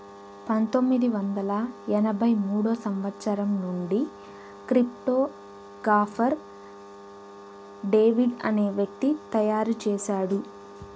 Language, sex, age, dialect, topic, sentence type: Telugu, female, 18-24, Southern, banking, statement